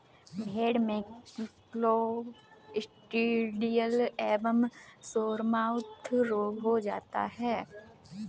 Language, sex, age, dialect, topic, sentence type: Hindi, female, 18-24, Kanauji Braj Bhasha, agriculture, statement